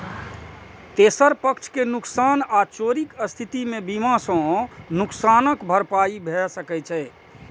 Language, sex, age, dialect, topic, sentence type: Maithili, male, 46-50, Eastern / Thethi, banking, statement